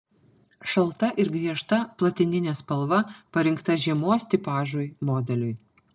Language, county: Lithuanian, Panevėžys